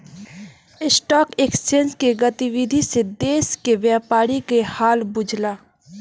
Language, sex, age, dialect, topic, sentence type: Bhojpuri, female, 18-24, Southern / Standard, banking, statement